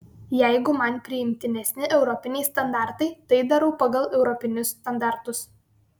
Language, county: Lithuanian, Vilnius